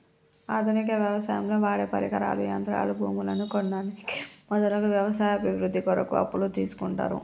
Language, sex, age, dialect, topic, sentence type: Telugu, female, 25-30, Telangana, agriculture, statement